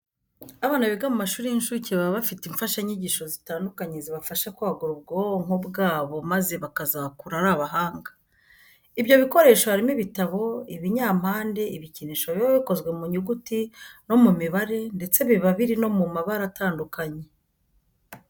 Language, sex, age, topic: Kinyarwanda, female, 50+, education